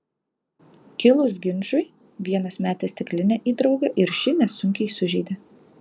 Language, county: Lithuanian, Alytus